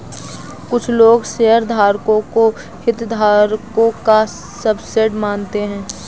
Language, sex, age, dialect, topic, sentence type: Hindi, female, 18-24, Awadhi Bundeli, banking, statement